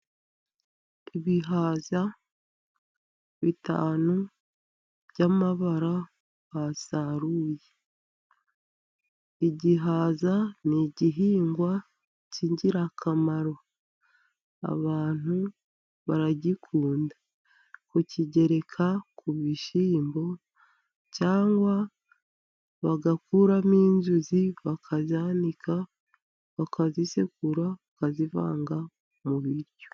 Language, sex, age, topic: Kinyarwanda, female, 50+, agriculture